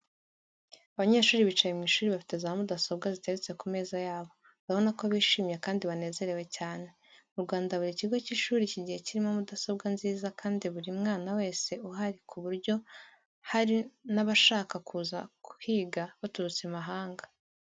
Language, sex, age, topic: Kinyarwanda, female, 18-24, education